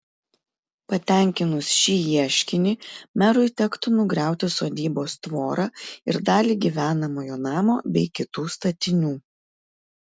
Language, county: Lithuanian, Klaipėda